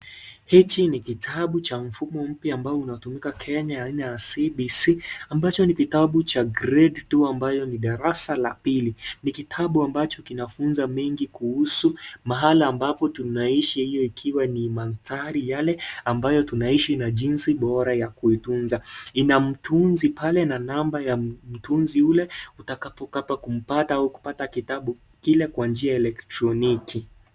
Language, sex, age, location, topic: Swahili, male, 18-24, Kisii, education